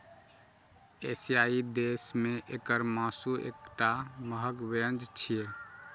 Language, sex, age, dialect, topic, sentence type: Maithili, male, 31-35, Eastern / Thethi, agriculture, statement